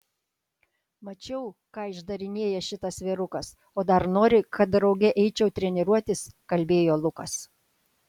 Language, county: Lithuanian, Šiauliai